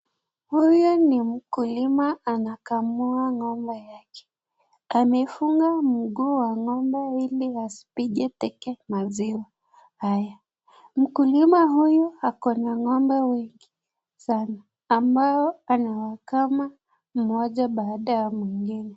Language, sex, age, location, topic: Swahili, female, 25-35, Nakuru, agriculture